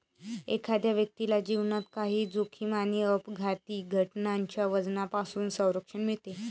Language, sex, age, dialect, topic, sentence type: Marathi, female, 31-35, Varhadi, banking, statement